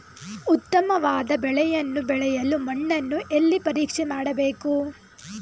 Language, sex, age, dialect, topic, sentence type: Kannada, female, 18-24, Mysore Kannada, agriculture, question